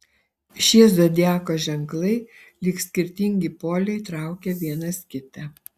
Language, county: Lithuanian, Alytus